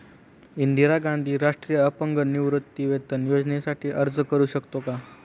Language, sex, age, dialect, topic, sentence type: Marathi, male, 18-24, Standard Marathi, banking, question